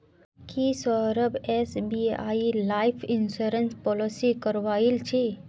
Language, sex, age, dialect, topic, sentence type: Magahi, female, 18-24, Northeastern/Surjapuri, banking, statement